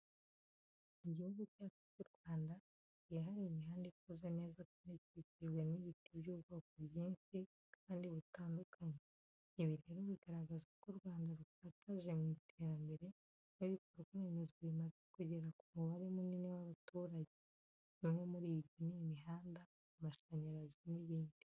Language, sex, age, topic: Kinyarwanda, female, 25-35, education